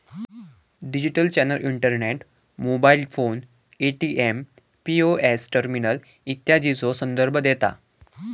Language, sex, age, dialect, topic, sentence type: Marathi, male, <18, Southern Konkan, banking, statement